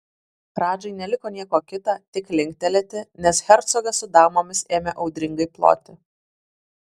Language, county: Lithuanian, Vilnius